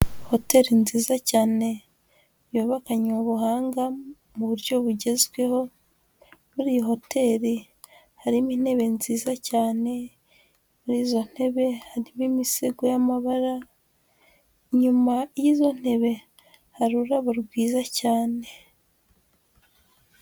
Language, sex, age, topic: Kinyarwanda, female, 25-35, finance